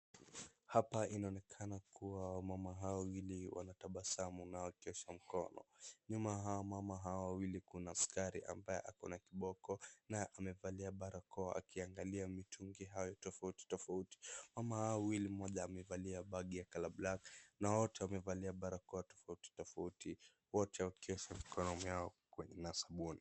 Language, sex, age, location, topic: Swahili, male, 25-35, Wajir, health